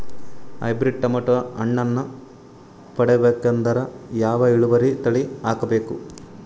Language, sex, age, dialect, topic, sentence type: Kannada, male, 18-24, Northeastern, agriculture, question